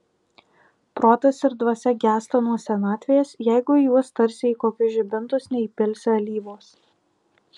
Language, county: Lithuanian, Alytus